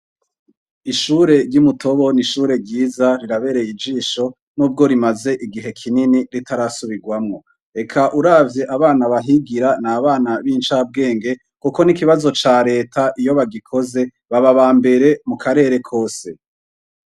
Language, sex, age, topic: Rundi, male, 25-35, education